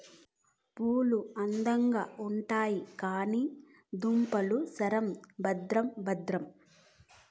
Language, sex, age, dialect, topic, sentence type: Telugu, female, 25-30, Southern, agriculture, statement